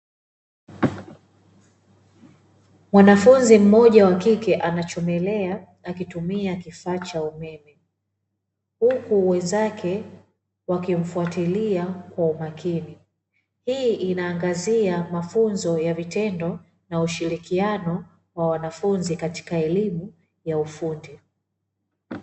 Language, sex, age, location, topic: Swahili, female, 25-35, Dar es Salaam, education